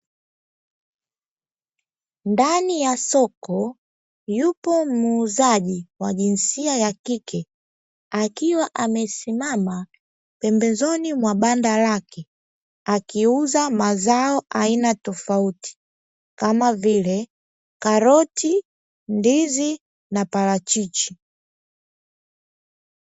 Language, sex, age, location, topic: Swahili, female, 25-35, Dar es Salaam, finance